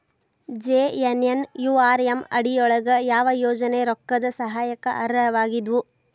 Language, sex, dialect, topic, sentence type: Kannada, female, Dharwad Kannada, banking, statement